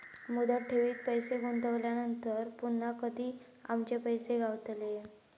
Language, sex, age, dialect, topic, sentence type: Marathi, female, 18-24, Southern Konkan, banking, question